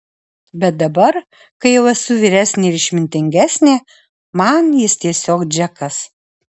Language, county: Lithuanian, Alytus